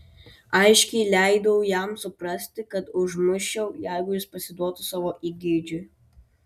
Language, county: Lithuanian, Klaipėda